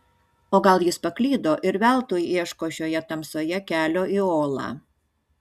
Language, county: Lithuanian, Šiauliai